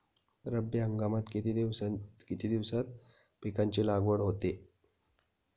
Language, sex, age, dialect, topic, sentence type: Marathi, male, 31-35, Standard Marathi, agriculture, question